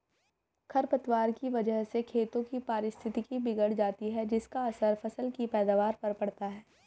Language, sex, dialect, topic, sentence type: Hindi, female, Hindustani Malvi Khadi Boli, agriculture, statement